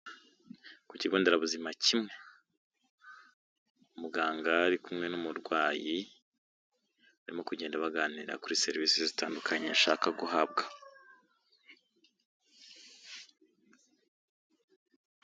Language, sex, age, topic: Kinyarwanda, male, 25-35, health